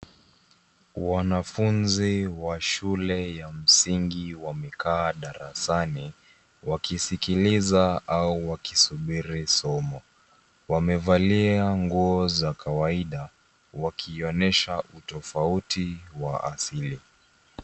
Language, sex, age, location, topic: Swahili, female, 36-49, Nairobi, education